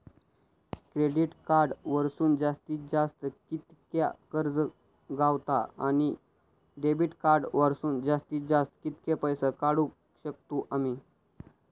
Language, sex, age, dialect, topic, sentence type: Marathi, male, 18-24, Southern Konkan, banking, question